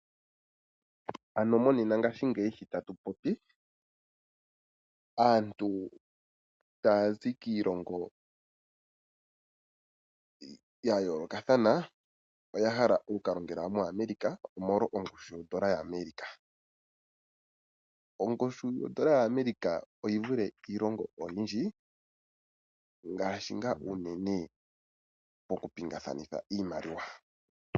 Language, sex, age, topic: Oshiwambo, male, 25-35, finance